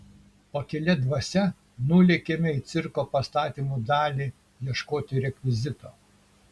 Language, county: Lithuanian, Kaunas